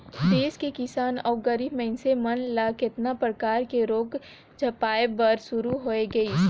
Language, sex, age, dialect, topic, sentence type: Chhattisgarhi, female, 18-24, Northern/Bhandar, banking, statement